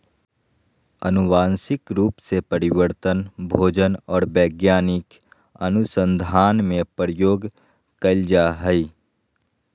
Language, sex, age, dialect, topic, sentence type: Magahi, male, 18-24, Southern, agriculture, statement